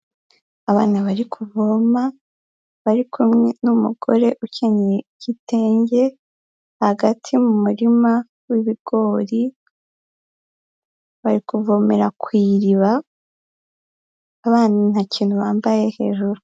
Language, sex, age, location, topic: Kinyarwanda, female, 18-24, Huye, agriculture